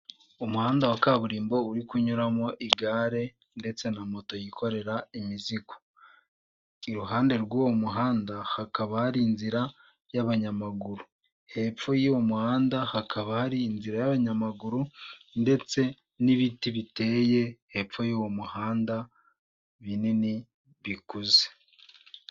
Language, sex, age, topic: Kinyarwanda, male, 18-24, government